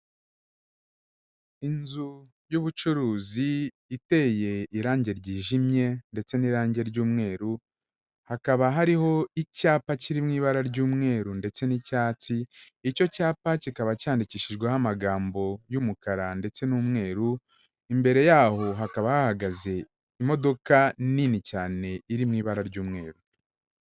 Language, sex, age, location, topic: Kinyarwanda, male, 36-49, Kigali, agriculture